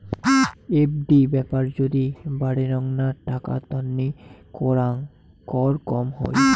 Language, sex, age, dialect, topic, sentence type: Bengali, male, 25-30, Rajbangshi, banking, statement